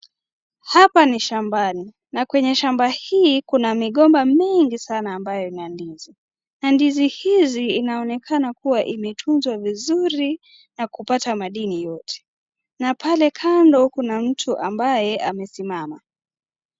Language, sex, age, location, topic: Swahili, female, 25-35, Nakuru, agriculture